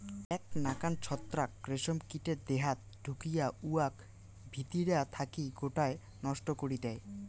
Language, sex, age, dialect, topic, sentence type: Bengali, male, 18-24, Rajbangshi, agriculture, statement